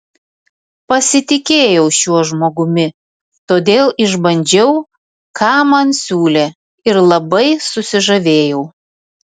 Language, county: Lithuanian, Vilnius